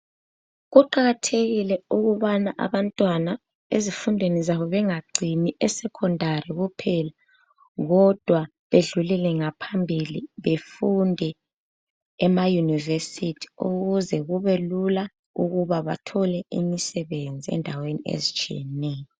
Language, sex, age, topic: North Ndebele, female, 18-24, education